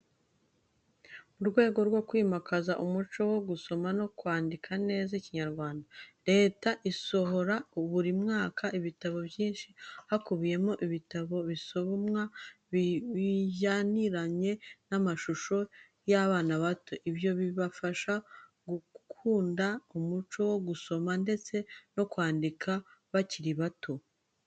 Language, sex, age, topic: Kinyarwanda, female, 25-35, education